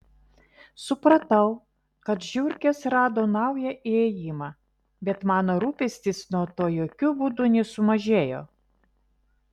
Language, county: Lithuanian, Vilnius